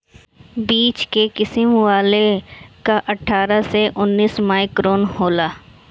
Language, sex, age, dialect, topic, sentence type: Bhojpuri, female, 25-30, Northern, agriculture, statement